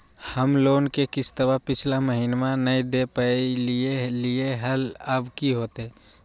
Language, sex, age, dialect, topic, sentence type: Magahi, male, 18-24, Southern, banking, question